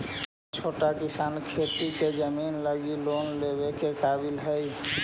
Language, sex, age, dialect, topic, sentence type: Magahi, male, 36-40, Central/Standard, agriculture, statement